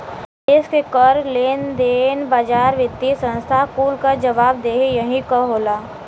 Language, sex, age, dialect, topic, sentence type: Bhojpuri, female, 18-24, Western, banking, statement